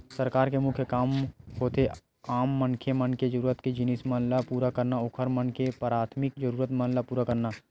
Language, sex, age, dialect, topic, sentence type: Chhattisgarhi, male, 18-24, Western/Budati/Khatahi, banking, statement